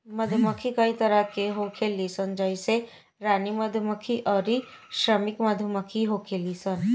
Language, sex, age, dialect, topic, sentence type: Bhojpuri, female, 18-24, Southern / Standard, agriculture, statement